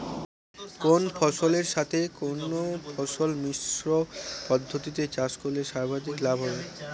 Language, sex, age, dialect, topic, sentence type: Bengali, male, 18-24, Northern/Varendri, agriculture, question